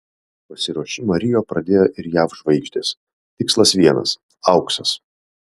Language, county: Lithuanian, Vilnius